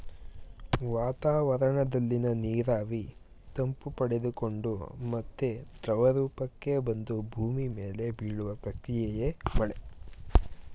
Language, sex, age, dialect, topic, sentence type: Kannada, male, 18-24, Mysore Kannada, agriculture, statement